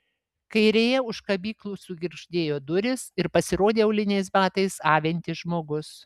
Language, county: Lithuanian, Vilnius